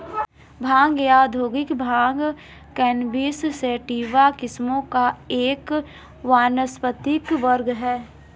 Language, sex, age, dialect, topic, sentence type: Hindi, female, 25-30, Marwari Dhudhari, agriculture, statement